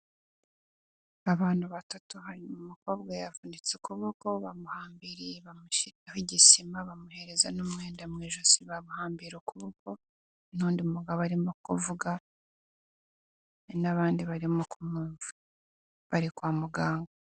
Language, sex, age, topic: Kinyarwanda, female, 18-24, health